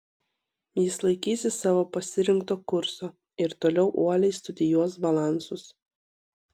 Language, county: Lithuanian, Panevėžys